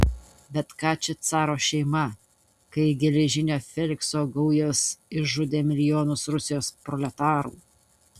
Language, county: Lithuanian, Utena